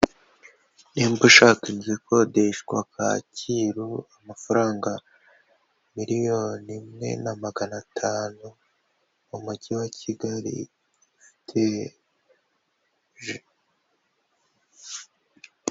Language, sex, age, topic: Kinyarwanda, female, 25-35, finance